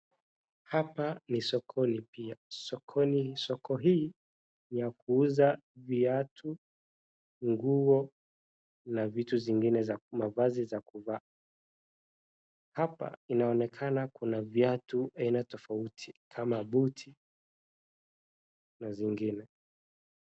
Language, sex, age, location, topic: Swahili, male, 25-35, Wajir, finance